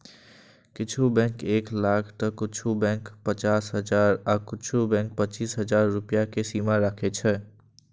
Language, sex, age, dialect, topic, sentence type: Maithili, male, 18-24, Eastern / Thethi, banking, statement